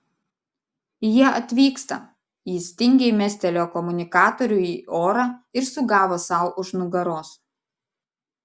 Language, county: Lithuanian, Vilnius